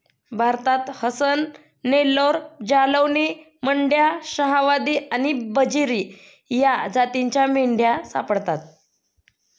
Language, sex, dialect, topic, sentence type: Marathi, female, Standard Marathi, agriculture, statement